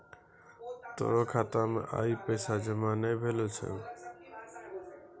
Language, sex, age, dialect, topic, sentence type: Maithili, male, 18-24, Angika, banking, statement